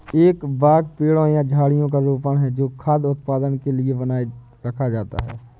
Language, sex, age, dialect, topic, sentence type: Hindi, male, 18-24, Awadhi Bundeli, agriculture, statement